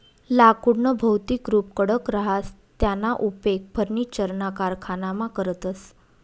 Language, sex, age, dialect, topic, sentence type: Marathi, female, 31-35, Northern Konkan, agriculture, statement